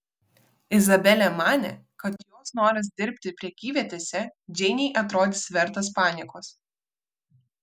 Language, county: Lithuanian, Vilnius